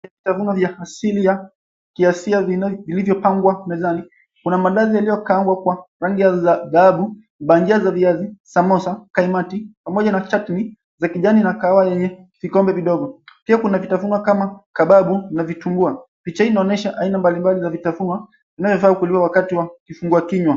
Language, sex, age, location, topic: Swahili, male, 25-35, Mombasa, agriculture